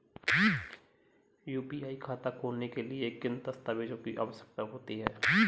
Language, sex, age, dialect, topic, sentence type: Hindi, male, 25-30, Marwari Dhudhari, banking, question